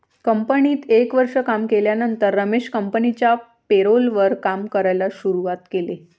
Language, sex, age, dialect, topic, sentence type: Marathi, female, 25-30, Varhadi, banking, statement